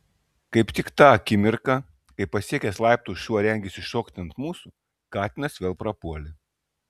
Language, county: Lithuanian, Klaipėda